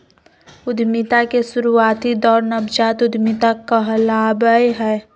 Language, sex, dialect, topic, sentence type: Magahi, female, Southern, banking, statement